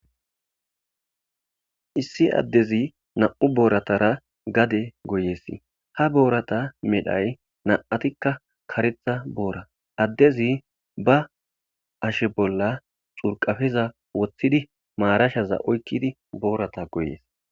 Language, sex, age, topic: Gamo, male, 25-35, agriculture